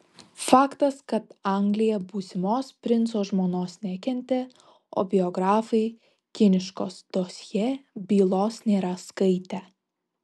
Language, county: Lithuanian, Vilnius